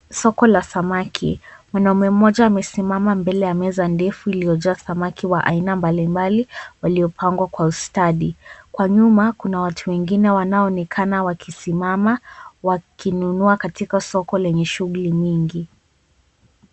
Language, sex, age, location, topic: Swahili, female, 18-24, Mombasa, agriculture